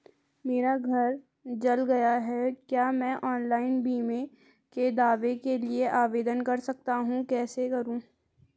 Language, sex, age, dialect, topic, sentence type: Hindi, female, 25-30, Garhwali, banking, question